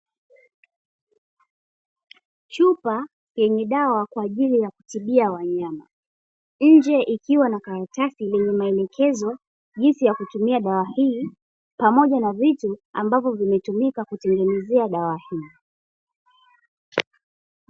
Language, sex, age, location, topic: Swahili, female, 18-24, Dar es Salaam, agriculture